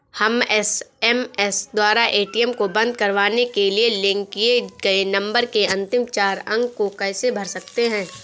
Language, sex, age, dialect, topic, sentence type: Hindi, female, 18-24, Awadhi Bundeli, banking, question